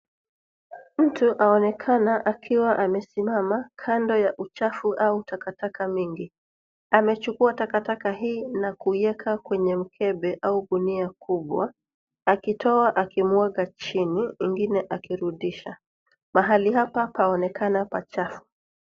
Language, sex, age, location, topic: Swahili, female, 36-49, Nairobi, government